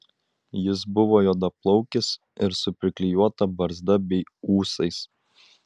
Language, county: Lithuanian, Utena